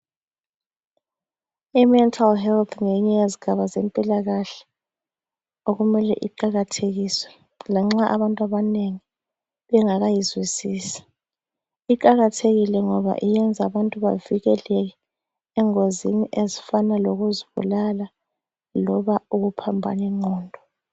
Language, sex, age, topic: North Ndebele, female, 25-35, health